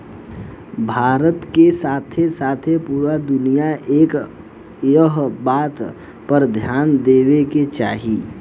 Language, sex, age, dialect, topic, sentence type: Bhojpuri, male, 18-24, Southern / Standard, agriculture, statement